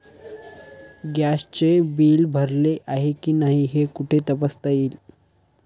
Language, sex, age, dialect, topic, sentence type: Marathi, male, 25-30, Standard Marathi, banking, question